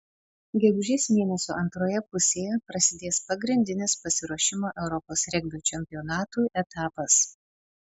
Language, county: Lithuanian, Panevėžys